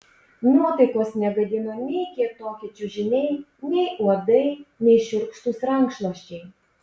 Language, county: Lithuanian, Panevėžys